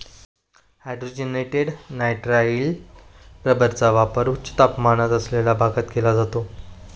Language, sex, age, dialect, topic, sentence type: Marathi, male, 25-30, Standard Marathi, agriculture, statement